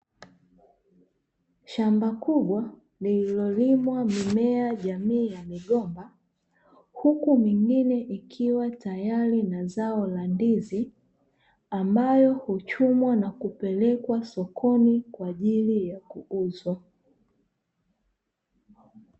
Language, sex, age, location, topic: Swahili, female, 25-35, Dar es Salaam, agriculture